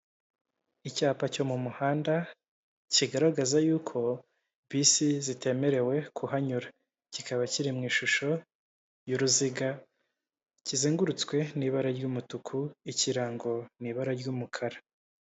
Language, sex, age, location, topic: Kinyarwanda, male, 25-35, Kigali, government